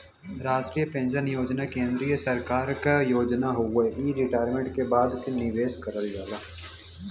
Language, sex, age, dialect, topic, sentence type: Bhojpuri, male, 18-24, Western, banking, statement